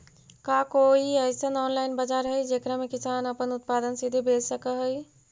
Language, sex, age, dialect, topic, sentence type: Magahi, female, 51-55, Central/Standard, agriculture, statement